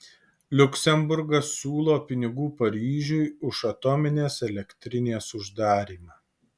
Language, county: Lithuanian, Alytus